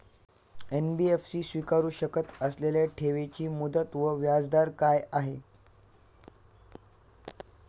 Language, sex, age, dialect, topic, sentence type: Marathi, male, 18-24, Standard Marathi, banking, question